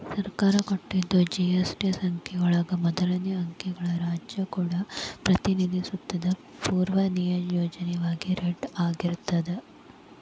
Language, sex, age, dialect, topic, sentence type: Kannada, female, 18-24, Dharwad Kannada, banking, statement